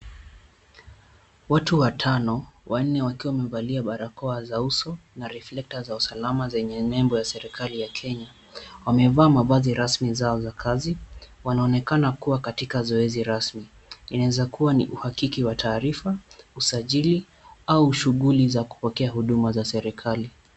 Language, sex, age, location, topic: Swahili, male, 18-24, Kisumu, government